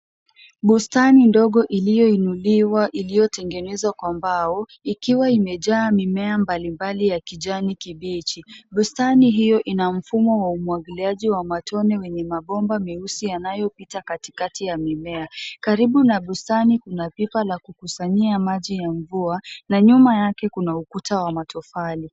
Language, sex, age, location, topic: Swahili, female, 25-35, Nairobi, agriculture